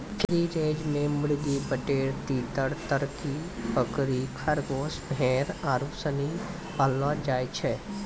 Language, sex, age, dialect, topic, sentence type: Maithili, female, 18-24, Angika, agriculture, statement